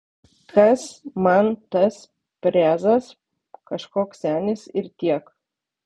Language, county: Lithuanian, Vilnius